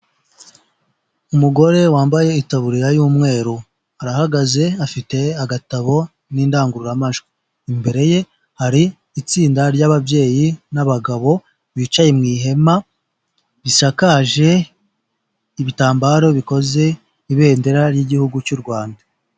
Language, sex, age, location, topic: Kinyarwanda, male, 25-35, Huye, health